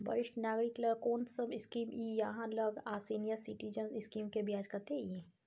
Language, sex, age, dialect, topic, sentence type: Maithili, female, 25-30, Bajjika, banking, question